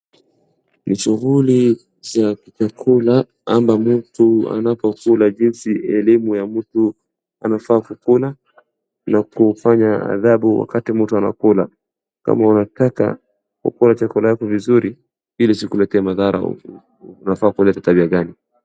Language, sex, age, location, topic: Swahili, male, 18-24, Wajir, education